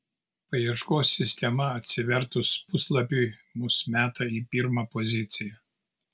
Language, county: Lithuanian, Kaunas